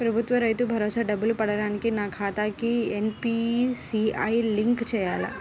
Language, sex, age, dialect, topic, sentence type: Telugu, female, 18-24, Central/Coastal, banking, question